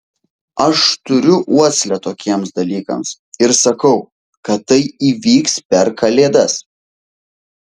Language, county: Lithuanian, Vilnius